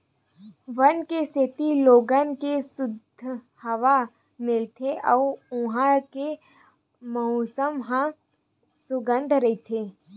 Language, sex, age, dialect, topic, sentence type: Chhattisgarhi, female, 18-24, Western/Budati/Khatahi, agriculture, statement